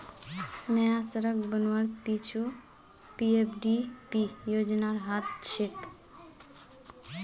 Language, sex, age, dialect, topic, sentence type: Magahi, female, 25-30, Northeastern/Surjapuri, banking, statement